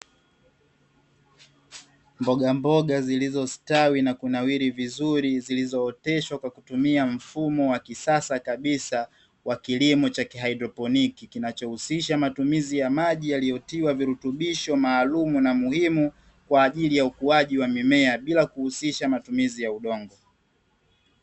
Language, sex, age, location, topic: Swahili, male, 18-24, Dar es Salaam, agriculture